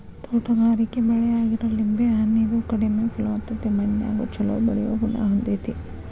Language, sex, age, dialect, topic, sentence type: Kannada, female, 36-40, Dharwad Kannada, agriculture, statement